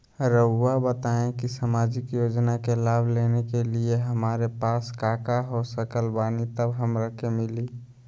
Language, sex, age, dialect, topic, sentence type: Magahi, male, 25-30, Southern, banking, question